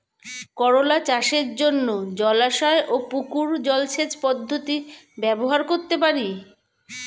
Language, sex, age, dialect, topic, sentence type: Bengali, female, 41-45, Standard Colloquial, agriculture, question